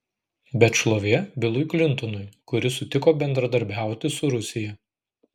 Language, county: Lithuanian, Klaipėda